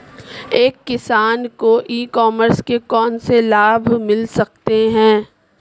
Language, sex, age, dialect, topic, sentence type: Hindi, female, 25-30, Marwari Dhudhari, agriculture, question